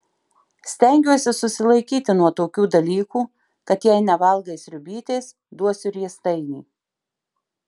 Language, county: Lithuanian, Marijampolė